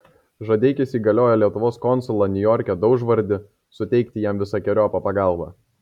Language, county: Lithuanian, Kaunas